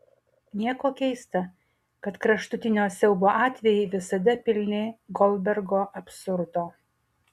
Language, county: Lithuanian, Utena